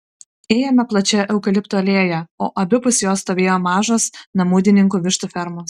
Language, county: Lithuanian, Kaunas